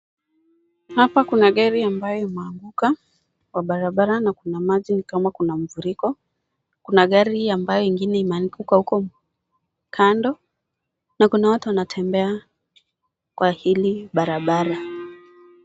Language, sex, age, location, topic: Swahili, female, 25-35, Nakuru, health